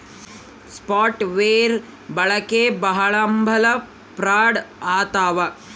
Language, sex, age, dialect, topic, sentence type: Kannada, male, 18-24, Central, banking, statement